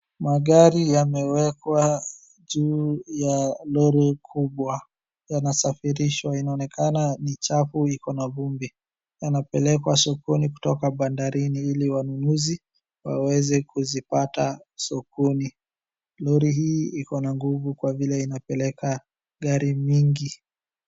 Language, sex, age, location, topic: Swahili, male, 50+, Wajir, finance